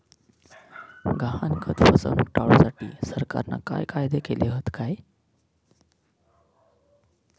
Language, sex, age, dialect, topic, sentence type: Marathi, male, 25-30, Southern Konkan, banking, statement